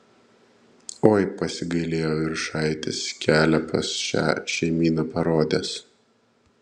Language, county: Lithuanian, Panevėžys